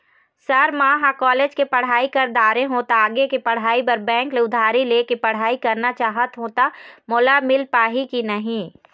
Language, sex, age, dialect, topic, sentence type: Chhattisgarhi, female, 18-24, Eastern, banking, question